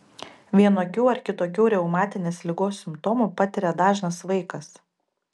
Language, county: Lithuanian, Panevėžys